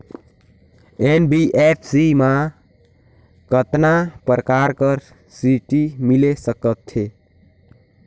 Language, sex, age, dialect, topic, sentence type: Chhattisgarhi, male, 18-24, Northern/Bhandar, banking, question